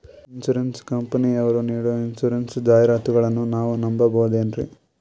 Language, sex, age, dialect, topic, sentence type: Kannada, male, 18-24, Northeastern, banking, question